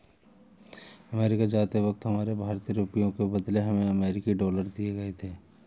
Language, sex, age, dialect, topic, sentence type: Hindi, male, 36-40, Marwari Dhudhari, banking, statement